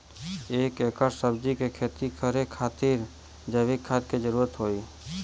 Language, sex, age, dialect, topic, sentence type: Bhojpuri, male, 18-24, Western, agriculture, question